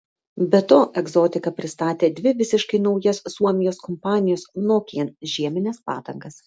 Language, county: Lithuanian, Vilnius